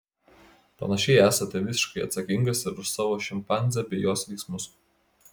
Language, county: Lithuanian, Klaipėda